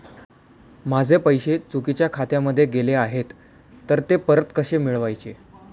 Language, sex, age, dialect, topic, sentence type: Marathi, male, 18-24, Standard Marathi, banking, question